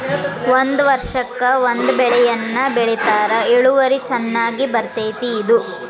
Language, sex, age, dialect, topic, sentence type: Kannada, female, 18-24, Dharwad Kannada, agriculture, statement